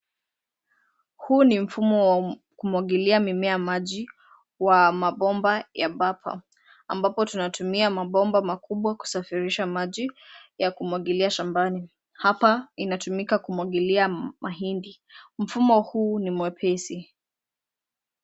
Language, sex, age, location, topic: Swahili, female, 18-24, Nairobi, agriculture